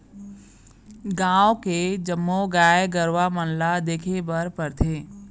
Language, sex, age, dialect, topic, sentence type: Chhattisgarhi, female, 41-45, Eastern, agriculture, statement